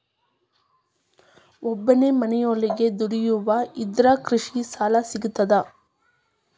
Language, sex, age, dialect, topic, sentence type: Kannada, female, 25-30, Dharwad Kannada, banking, question